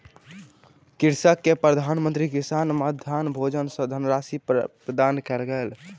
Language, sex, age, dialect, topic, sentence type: Maithili, male, 18-24, Southern/Standard, agriculture, statement